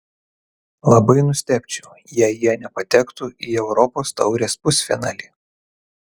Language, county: Lithuanian, Kaunas